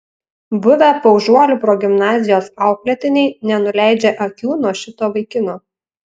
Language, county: Lithuanian, Panevėžys